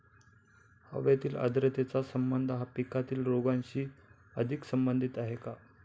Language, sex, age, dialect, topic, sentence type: Marathi, male, 25-30, Standard Marathi, agriculture, question